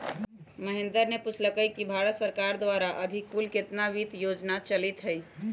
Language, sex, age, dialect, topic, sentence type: Magahi, female, 25-30, Western, banking, statement